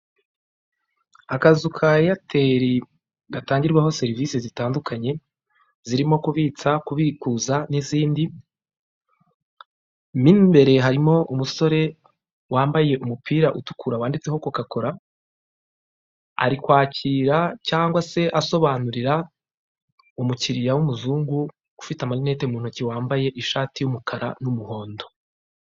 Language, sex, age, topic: Kinyarwanda, male, 36-49, finance